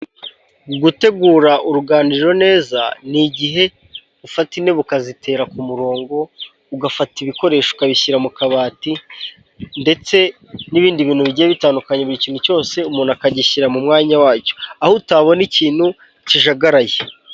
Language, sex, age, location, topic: Kinyarwanda, male, 18-24, Kigali, health